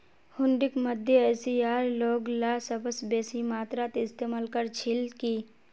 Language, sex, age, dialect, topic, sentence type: Magahi, female, 25-30, Northeastern/Surjapuri, banking, statement